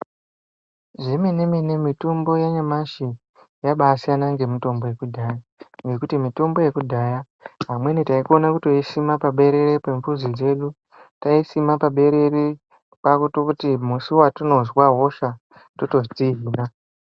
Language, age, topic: Ndau, 18-24, health